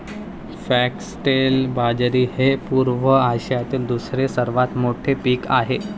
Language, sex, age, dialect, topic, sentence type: Marathi, male, 18-24, Varhadi, agriculture, statement